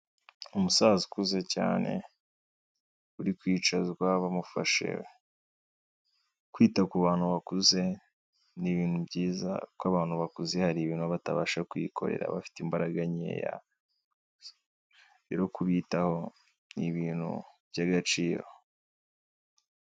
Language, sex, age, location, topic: Kinyarwanda, male, 18-24, Kigali, health